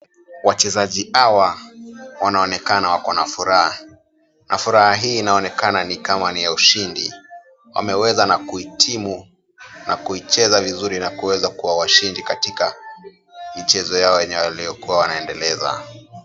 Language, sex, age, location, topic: Swahili, male, 18-24, Kisumu, government